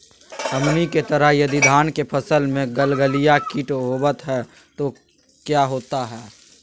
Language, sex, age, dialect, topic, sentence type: Magahi, male, 31-35, Southern, agriculture, question